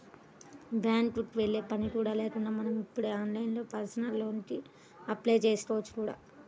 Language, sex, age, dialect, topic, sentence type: Telugu, female, 18-24, Central/Coastal, banking, statement